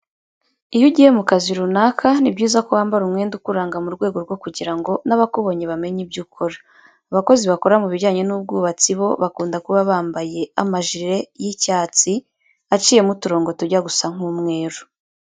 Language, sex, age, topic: Kinyarwanda, female, 25-35, education